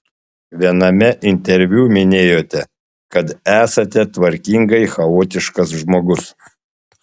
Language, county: Lithuanian, Panevėžys